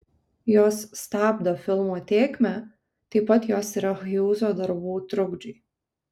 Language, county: Lithuanian, Kaunas